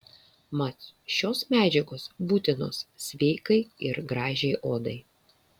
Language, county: Lithuanian, Vilnius